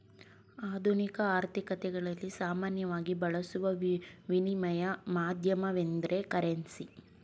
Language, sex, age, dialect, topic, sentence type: Kannada, female, 18-24, Mysore Kannada, banking, statement